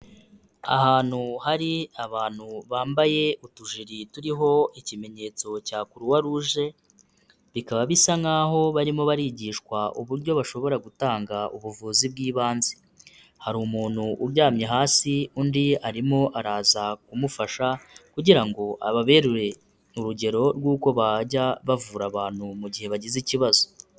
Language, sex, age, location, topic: Kinyarwanda, male, 25-35, Kigali, health